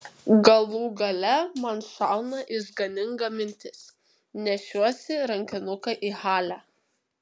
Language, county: Lithuanian, Kaunas